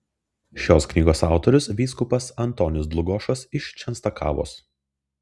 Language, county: Lithuanian, Vilnius